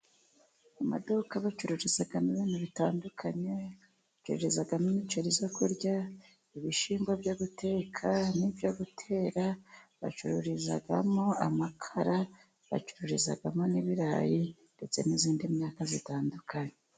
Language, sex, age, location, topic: Kinyarwanda, female, 50+, Musanze, finance